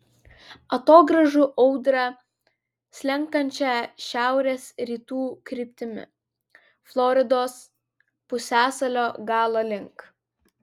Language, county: Lithuanian, Vilnius